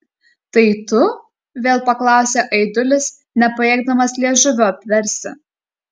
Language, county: Lithuanian, Kaunas